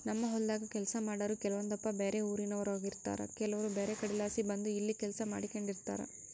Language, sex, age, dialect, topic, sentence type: Kannada, female, 18-24, Central, agriculture, statement